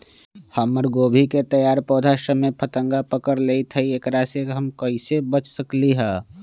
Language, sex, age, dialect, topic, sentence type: Magahi, male, 25-30, Western, agriculture, question